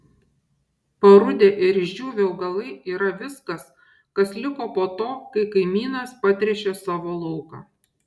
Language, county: Lithuanian, Šiauliai